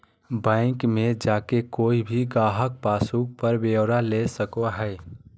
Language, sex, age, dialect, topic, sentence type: Magahi, male, 18-24, Southern, banking, statement